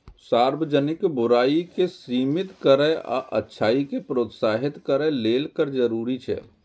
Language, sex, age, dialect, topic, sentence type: Maithili, male, 31-35, Eastern / Thethi, banking, statement